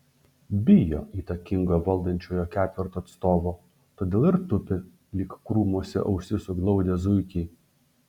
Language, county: Lithuanian, Šiauliai